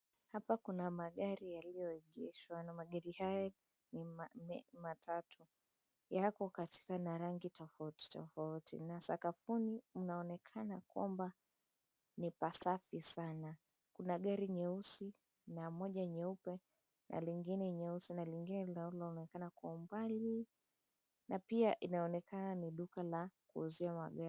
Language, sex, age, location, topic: Swahili, female, 18-24, Mombasa, finance